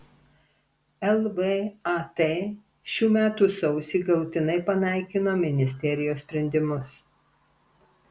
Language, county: Lithuanian, Panevėžys